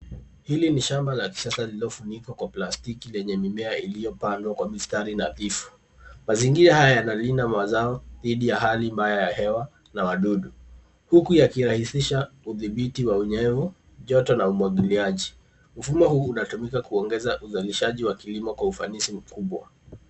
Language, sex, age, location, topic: Swahili, female, 50+, Nairobi, agriculture